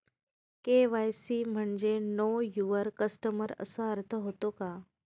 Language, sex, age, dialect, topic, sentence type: Marathi, female, 31-35, Northern Konkan, banking, question